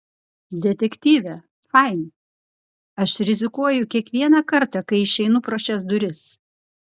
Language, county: Lithuanian, Klaipėda